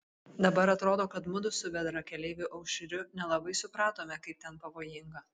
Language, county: Lithuanian, Kaunas